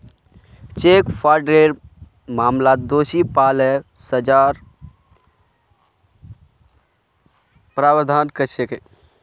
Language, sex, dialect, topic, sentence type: Magahi, male, Northeastern/Surjapuri, banking, statement